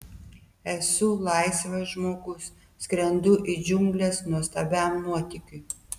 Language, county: Lithuanian, Telšiai